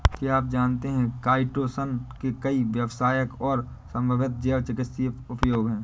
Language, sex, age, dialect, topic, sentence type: Hindi, male, 18-24, Awadhi Bundeli, agriculture, statement